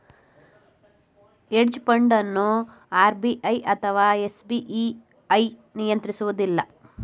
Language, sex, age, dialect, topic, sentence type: Kannada, male, 18-24, Mysore Kannada, banking, statement